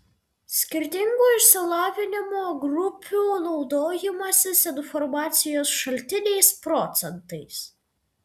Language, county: Lithuanian, Vilnius